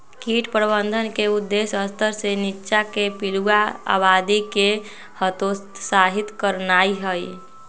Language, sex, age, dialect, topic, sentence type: Magahi, female, 60-100, Western, agriculture, statement